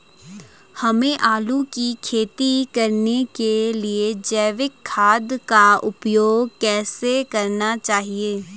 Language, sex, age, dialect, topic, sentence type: Hindi, female, 18-24, Garhwali, agriculture, question